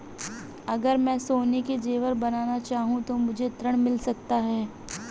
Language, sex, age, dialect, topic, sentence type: Hindi, female, 46-50, Marwari Dhudhari, banking, question